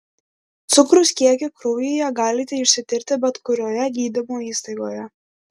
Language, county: Lithuanian, Klaipėda